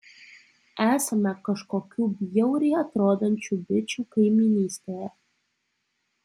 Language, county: Lithuanian, Alytus